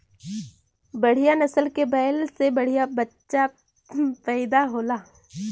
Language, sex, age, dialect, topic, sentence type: Bhojpuri, female, 18-24, Western, agriculture, statement